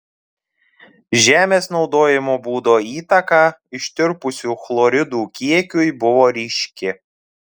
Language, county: Lithuanian, Telšiai